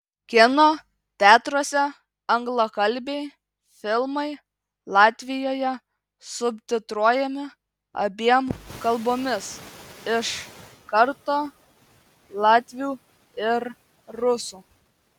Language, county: Lithuanian, Kaunas